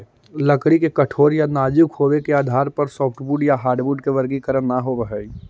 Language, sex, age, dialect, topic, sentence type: Magahi, male, 18-24, Central/Standard, banking, statement